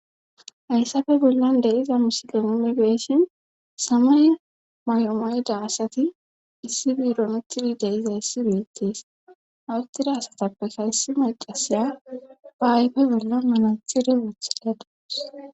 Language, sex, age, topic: Gamo, female, 25-35, government